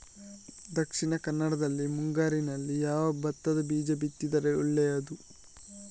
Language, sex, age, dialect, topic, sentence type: Kannada, male, 41-45, Coastal/Dakshin, agriculture, question